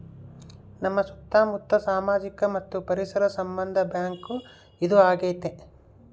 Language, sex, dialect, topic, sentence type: Kannada, male, Central, banking, statement